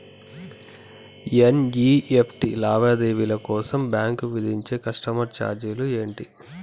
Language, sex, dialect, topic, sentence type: Telugu, male, Telangana, banking, question